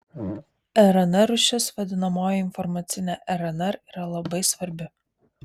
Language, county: Lithuanian, Vilnius